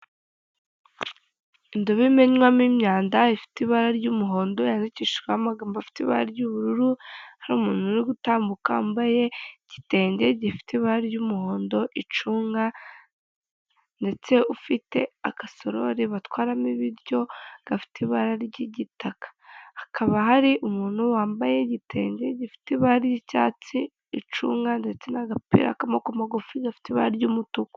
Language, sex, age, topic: Kinyarwanda, male, 25-35, government